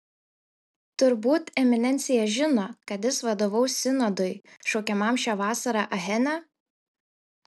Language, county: Lithuanian, Šiauliai